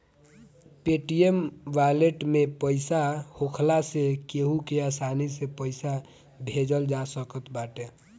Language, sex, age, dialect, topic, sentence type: Bhojpuri, male, 18-24, Northern, banking, statement